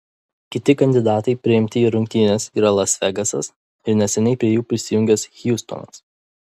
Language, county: Lithuanian, Vilnius